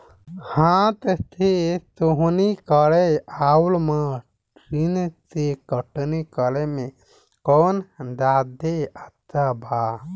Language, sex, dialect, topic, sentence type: Bhojpuri, male, Southern / Standard, agriculture, question